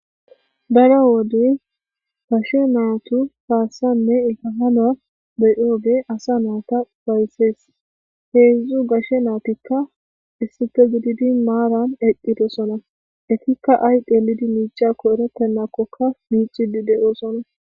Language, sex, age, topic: Gamo, female, 25-35, government